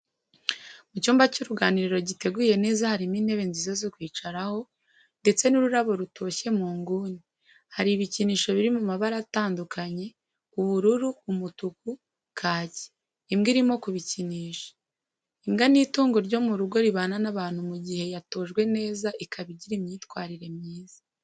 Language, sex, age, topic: Kinyarwanda, female, 18-24, education